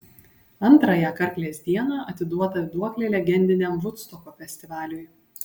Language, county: Lithuanian, Panevėžys